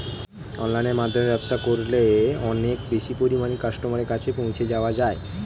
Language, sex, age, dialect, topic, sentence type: Bengali, male, 18-24, Standard Colloquial, agriculture, question